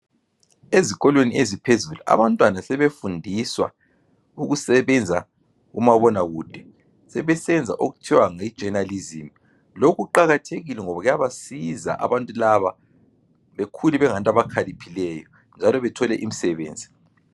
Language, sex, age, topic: North Ndebele, female, 36-49, education